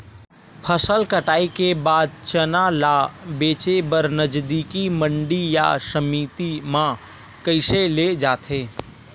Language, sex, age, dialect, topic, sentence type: Chhattisgarhi, male, 18-24, Western/Budati/Khatahi, agriculture, question